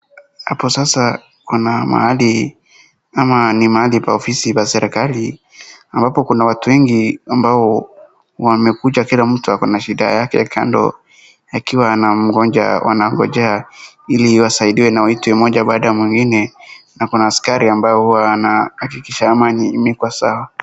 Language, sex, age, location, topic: Swahili, female, 18-24, Wajir, government